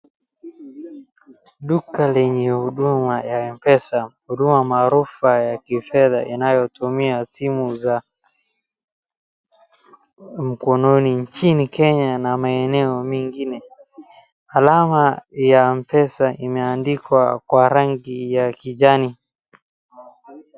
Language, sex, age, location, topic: Swahili, male, 36-49, Wajir, finance